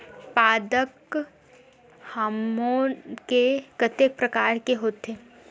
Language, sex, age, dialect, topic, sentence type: Chhattisgarhi, female, 18-24, Western/Budati/Khatahi, agriculture, question